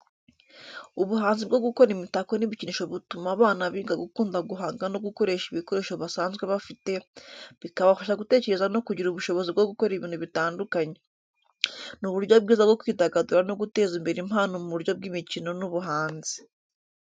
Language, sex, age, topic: Kinyarwanda, female, 25-35, education